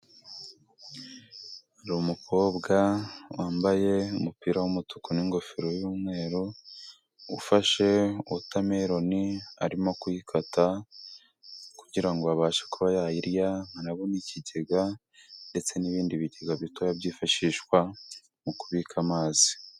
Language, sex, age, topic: Kinyarwanda, female, 18-24, agriculture